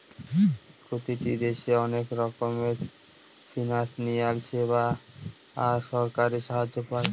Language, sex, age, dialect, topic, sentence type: Bengali, male, 18-24, Northern/Varendri, banking, statement